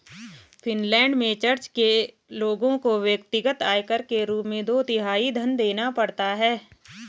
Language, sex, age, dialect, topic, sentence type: Hindi, female, 31-35, Garhwali, banking, statement